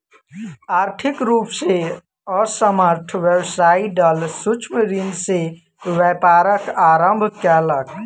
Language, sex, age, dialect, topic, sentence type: Maithili, male, 18-24, Southern/Standard, banking, statement